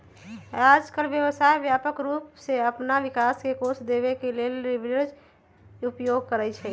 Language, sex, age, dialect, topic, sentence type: Magahi, female, 31-35, Western, banking, statement